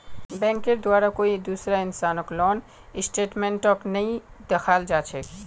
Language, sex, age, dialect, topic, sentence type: Magahi, male, 18-24, Northeastern/Surjapuri, banking, statement